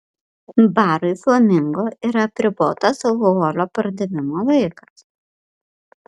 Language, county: Lithuanian, Panevėžys